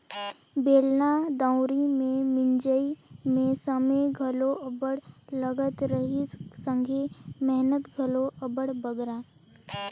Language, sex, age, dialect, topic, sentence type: Chhattisgarhi, female, 18-24, Northern/Bhandar, agriculture, statement